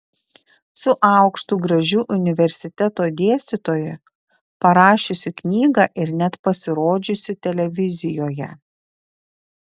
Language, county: Lithuanian, Šiauliai